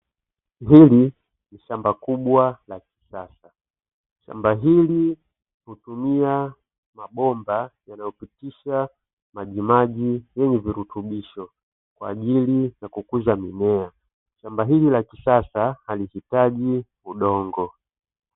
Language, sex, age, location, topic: Swahili, male, 25-35, Dar es Salaam, agriculture